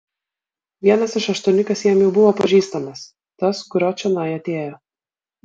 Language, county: Lithuanian, Vilnius